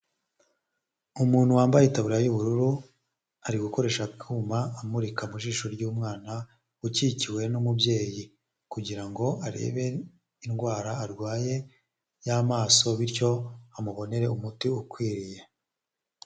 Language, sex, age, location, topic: Kinyarwanda, female, 25-35, Huye, health